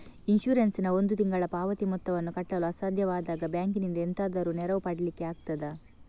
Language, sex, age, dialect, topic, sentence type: Kannada, female, 51-55, Coastal/Dakshin, banking, question